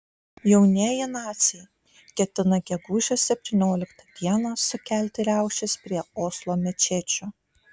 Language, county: Lithuanian, Panevėžys